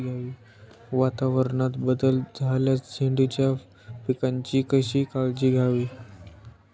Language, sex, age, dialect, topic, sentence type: Marathi, male, 18-24, Standard Marathi, agriculture, question